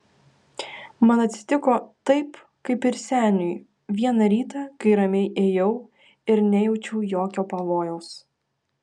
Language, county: Lithuanian, Vilnius